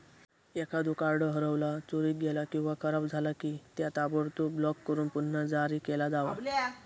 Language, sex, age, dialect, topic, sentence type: Marathi, male, 18-24, Southern Konkan, banking, statement